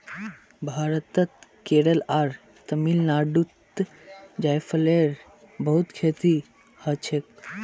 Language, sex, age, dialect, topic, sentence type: Magahi, male, 46-50, Northeastern/Surjapuri, agriculture, statement